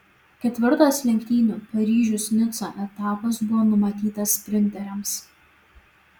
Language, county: Lithuanian, Vilnius